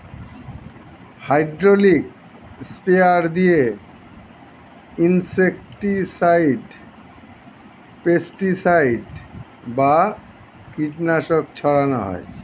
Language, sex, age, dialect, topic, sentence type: Bengali, male, 51-55, Standard Colloquial, agriculture, statement